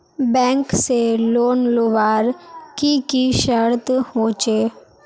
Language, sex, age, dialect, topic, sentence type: Magahi, female, 18-24, Northeastern/Surjapuri, banking, question